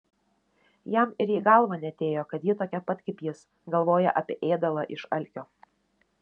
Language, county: Lithuanian, Šiauliai